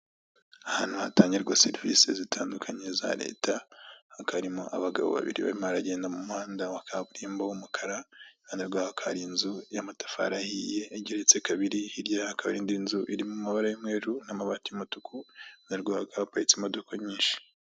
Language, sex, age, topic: Kinyarwanda, male, 25-35, government